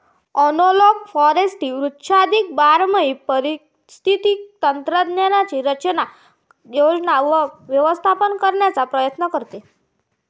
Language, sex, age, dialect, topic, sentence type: Marathi, female, 51-55, Varhadi, agriculture, statement